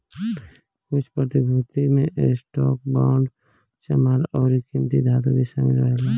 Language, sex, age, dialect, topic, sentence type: Bhojpuri, male, 18-24, Southern / Standard, banking, statement